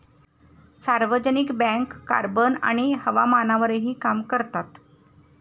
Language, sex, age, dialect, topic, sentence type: Marathi, female, 51-55, Standard Marathi, banking, statement